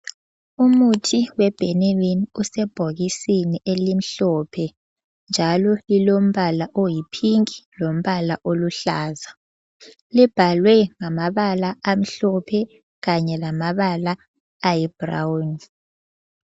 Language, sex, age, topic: North Ndebele, female, 18-24, health